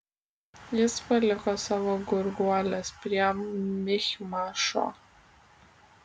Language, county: Lithuanian, Kaunas